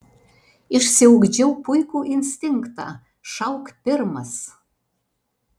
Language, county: Lithuanian, Alytus